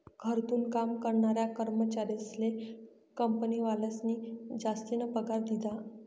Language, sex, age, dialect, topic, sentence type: Marathi, female, 18-24, Northern Konkan, banking, statement